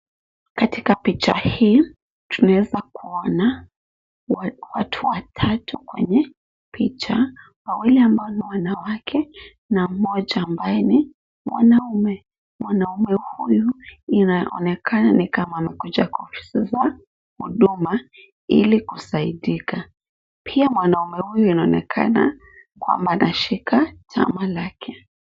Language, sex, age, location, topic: Swahili, female, 25-35, Kisumu, government